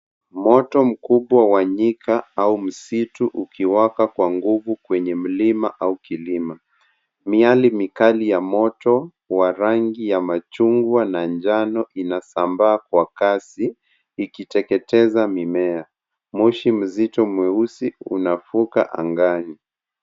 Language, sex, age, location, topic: Swahili, male, 50+, Kisumu, health